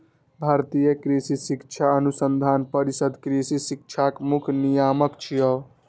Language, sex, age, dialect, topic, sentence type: Maithili, male, 18-24, Eastern / Thethi, agriculture, statement